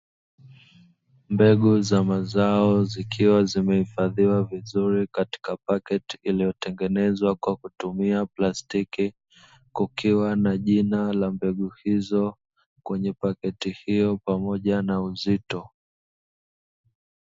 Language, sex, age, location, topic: Swahili, male, 25-35, Dar es Salaam, agriculture